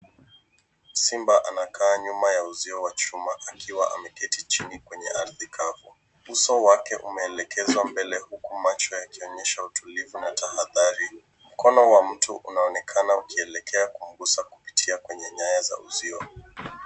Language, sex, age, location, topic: Swahili, male, 18-24, Nairobi, government